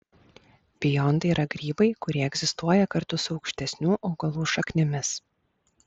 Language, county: Lithuanian, Klaipėda